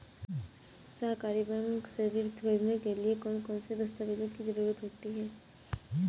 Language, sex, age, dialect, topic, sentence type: Hindi, female, 25-30, Awadhi Bundeli, banking, question